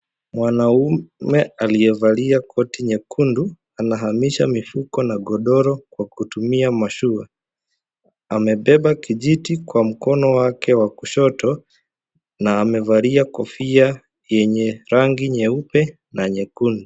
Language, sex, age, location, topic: Swahili, male, 25-35, Kisii, health